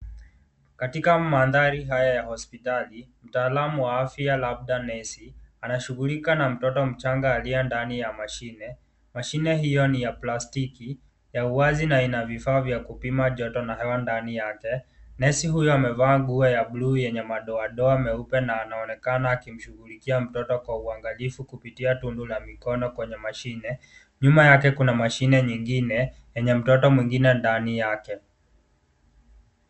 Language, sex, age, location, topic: Swahili, male, 18-24, Kisii, health